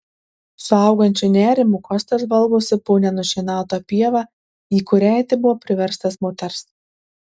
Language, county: Lithuanian, Marijampolė